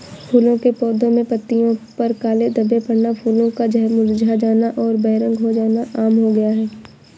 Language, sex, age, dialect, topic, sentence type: Hindi, female, 25-30, Marwari Dhudhari, agriculture, statement